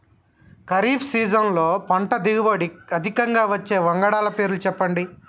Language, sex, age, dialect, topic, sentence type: Telugu, male, 31-35, Telangana, agriculture, question